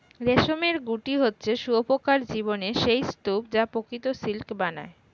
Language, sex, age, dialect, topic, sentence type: Bengali, female, 18-24, Standard Colloquial, agriculture, statement